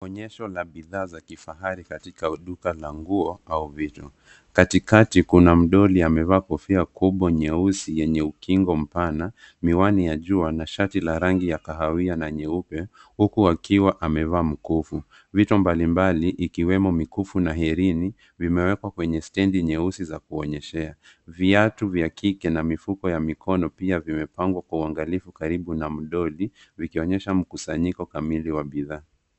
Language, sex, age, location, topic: Swahili, male, 25-35, Nairobi, finance